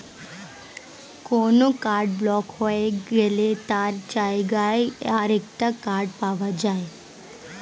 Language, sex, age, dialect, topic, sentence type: Bengali, female, 18-24, Standard Colloquial, banking, statement